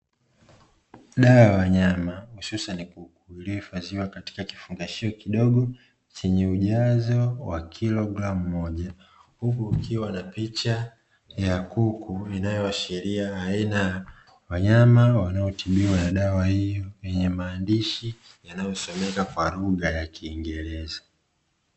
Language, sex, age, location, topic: Swahili, male, 25-35, Dar es Salaam, agriculture